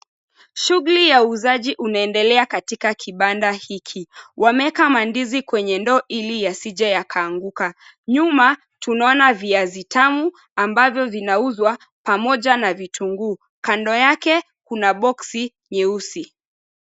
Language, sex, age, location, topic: Swahili, female, 25-35, Mombasa, finance